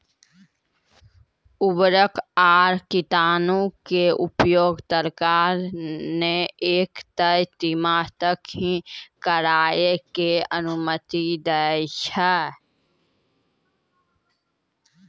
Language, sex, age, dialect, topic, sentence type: Maithili, female, 18-24, Angika, agriculture, statement